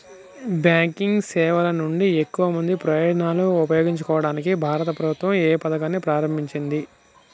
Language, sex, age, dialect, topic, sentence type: Telugu, male, 31-35, Telangana, agriculture, question